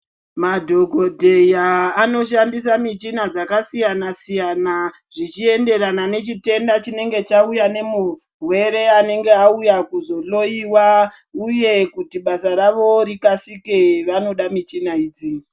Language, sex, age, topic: Ndau, female, 25-35, health